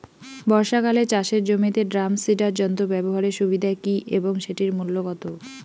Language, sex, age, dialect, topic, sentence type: Bengali, female, 25-30, Rajbangshi, agriculture, question